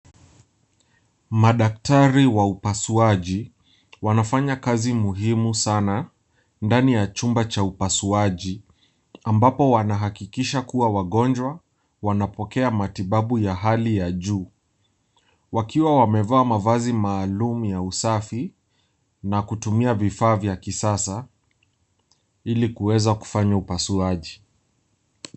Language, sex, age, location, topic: Swahili, male, 18-24, Nairobi, health